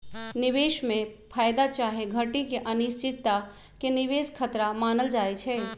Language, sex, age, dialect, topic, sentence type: Magahi, male, 36-40, Western, banking, statement